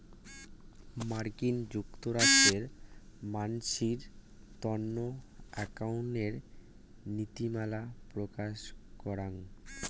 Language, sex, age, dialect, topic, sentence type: Bengali, male, 18-24, Rajbangshi, banking, statement